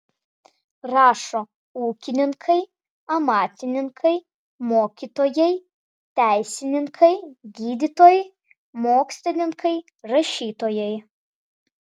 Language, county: Lithuanian, Vilnius